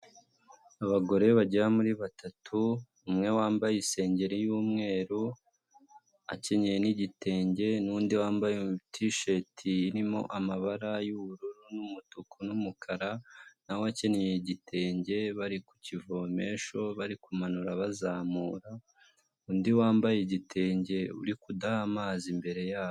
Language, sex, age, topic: Kinyarwanda, male, 25-35, health